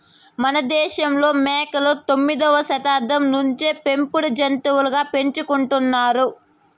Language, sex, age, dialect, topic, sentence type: Telugu, female, 18-24, Southern, agriculture, statement